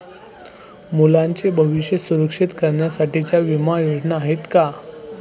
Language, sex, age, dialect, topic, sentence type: Marathi, male, 18-24, Standard Marathi, banking, question